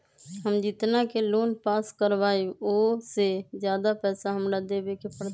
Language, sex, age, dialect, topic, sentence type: Magahi, female, 25-30, Western, banking, question